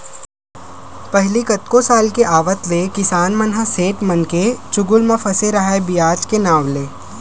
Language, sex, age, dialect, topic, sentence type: Chhattisgarhi, male, 25-30, Western/Budati/Khatahi, banking, statement